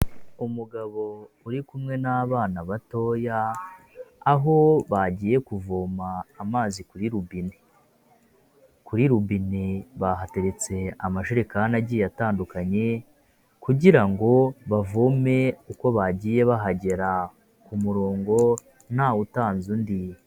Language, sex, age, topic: Kinyarwanda, male, 25-35, health